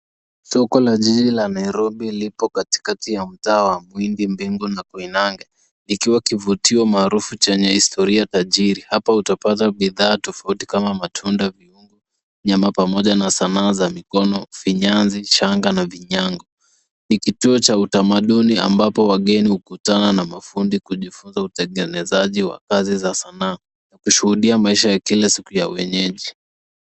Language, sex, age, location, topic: Swahili, female, 25-35, Nairobi, finance